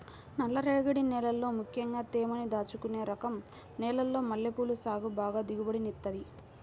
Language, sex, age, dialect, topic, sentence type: Telugu, female, 18-24, Central/Coastal, agriculture, statement